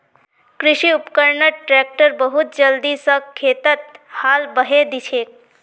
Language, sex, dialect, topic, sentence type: Magahi, female, Northeastern/Surjapuri, agriculture, statement